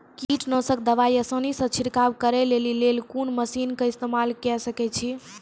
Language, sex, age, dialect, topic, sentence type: Maithili, female, 18-24, Angika, agriculture, question